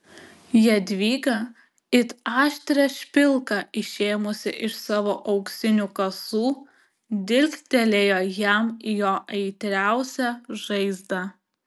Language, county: Lithuanian, Klaipėda